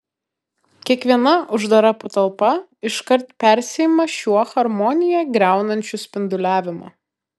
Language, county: Lithuanian, Kaunas